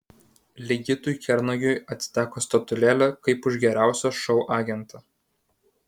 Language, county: Lithuanian, Vilnius